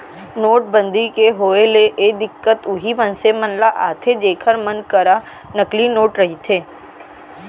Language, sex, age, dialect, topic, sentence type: Chhattisgarhi, female, 18-24, Central, banking, statement